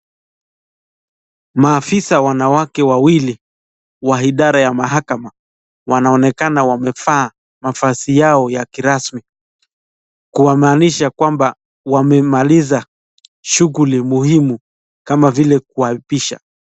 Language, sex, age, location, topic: Swahili, male, 25-35, Nakuru, government